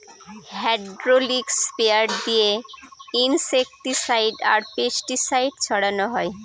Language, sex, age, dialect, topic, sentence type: Bengali, female, 36-40, Northern/Varendri, agriculture, statement